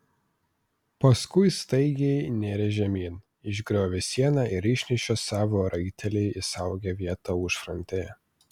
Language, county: Lithuanian, Vilnius